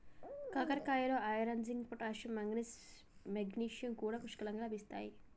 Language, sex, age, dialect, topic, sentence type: Telugu, female, 18-24, Telangana, agriculture, statement